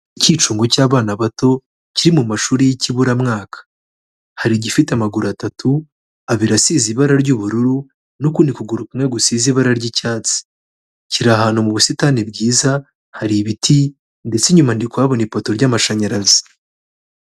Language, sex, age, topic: Kinyarwanda, male, 18-24, health